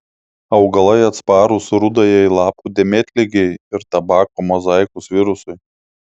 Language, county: Lithuanian, Klaipėda